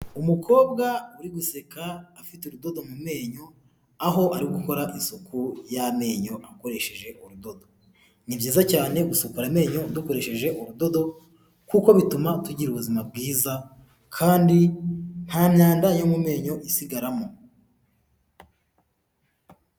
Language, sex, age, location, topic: Kinyarwanda, male, 18-24, Huye, health